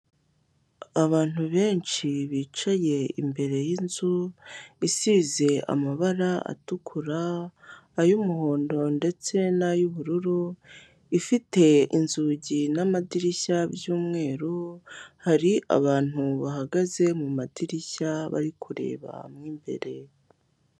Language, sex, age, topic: Kinyarwanda, male, 25-35, government